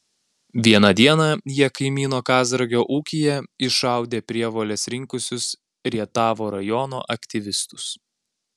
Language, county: Lithuanian, Alytus